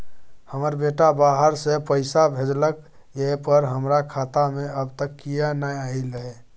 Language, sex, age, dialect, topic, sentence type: Maithili, male, 25-30, Bajjika, banking, question